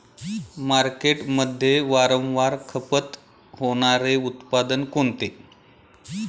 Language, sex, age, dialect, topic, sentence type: Marathi, male, 41-45, Standard Marathi, agriculture, question